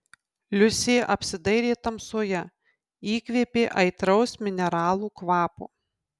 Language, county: Lithuanian, Kaunas